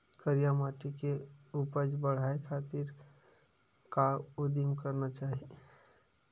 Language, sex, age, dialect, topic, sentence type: Chhattisgarhi, male, 25-30, Western/Budati/Khatahi, agriculture, question